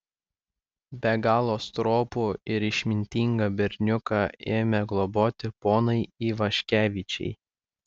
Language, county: Lithuanian, Klaipėda